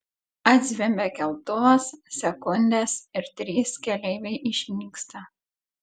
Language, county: Lithuanian, Klaipėda